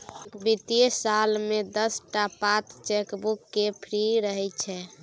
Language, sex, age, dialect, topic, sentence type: Maithili, female, 18-24, Bajjika, banking, statement